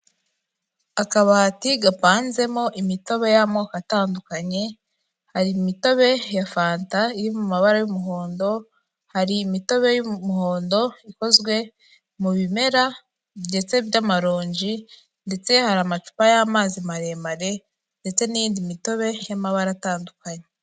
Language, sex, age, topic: Kinyarwanda, female, 25-35, finance